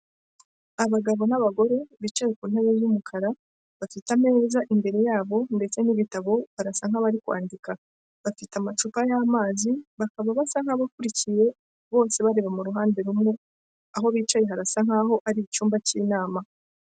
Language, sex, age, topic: Kinyarwanda, female, 25-35, government